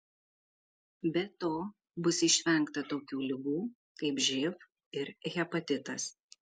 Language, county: Lithuanian, Marijampolė